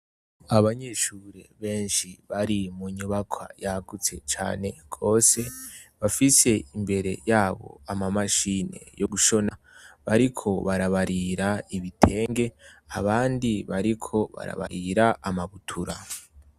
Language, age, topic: Rundi, 18-24, education